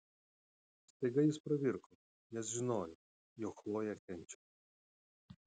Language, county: Lithuanian, Utena